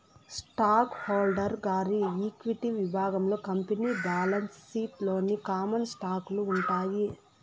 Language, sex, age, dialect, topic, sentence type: Telugu, female, 25-30, Southern, banking, statement